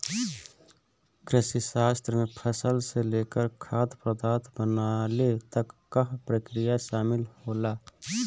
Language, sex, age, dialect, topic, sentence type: Bhojpuri, male, 25-30, Northern, agriculture, statement